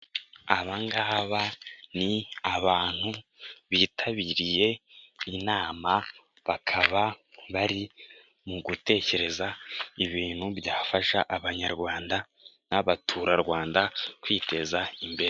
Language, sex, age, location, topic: Kinyarwanda, male, 18-24, Kigali, government